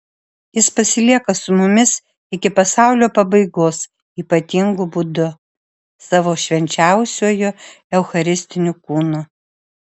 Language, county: Lithuanian, Alytus